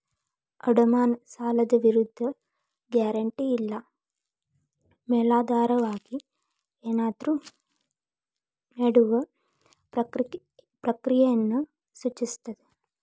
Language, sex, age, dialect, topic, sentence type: Kannada, female, 18-24, Dharwad Kannada, banking, statement